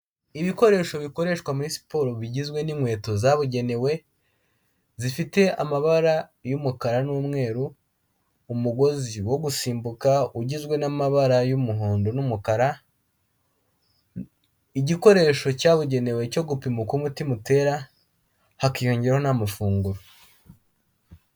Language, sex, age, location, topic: Kinyarwanda, male, 18-24, Kigali, health